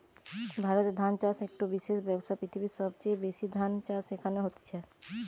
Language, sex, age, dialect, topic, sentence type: Bengali, male, 25-30, Western, agriculture, statement